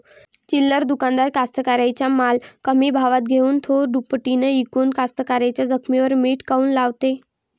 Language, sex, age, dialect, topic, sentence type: Marathi, female, 18-24, Varhadi, agriculture, question